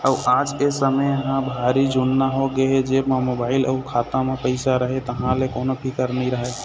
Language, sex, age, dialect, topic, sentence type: Chhattisgarhi, male, 25-30, Eastern, banking, statement